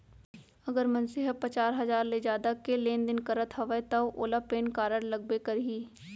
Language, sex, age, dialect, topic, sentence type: Chhattisgarhi, female, 25-30, Central, banking, statement